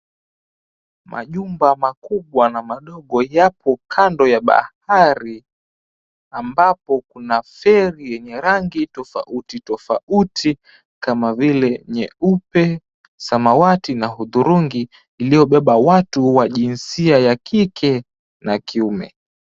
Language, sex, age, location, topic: Swahili, male, 18-24, Mombasa, government